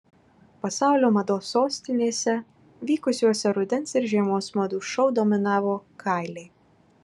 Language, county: Lithuanian, Marijampolė